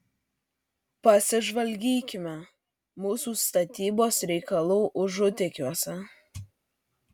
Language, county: Lithuanian, Vilnius